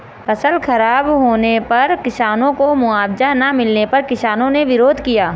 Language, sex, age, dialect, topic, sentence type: Hindi, female, 25-30, Marwari Dhudhari, agriculture, statement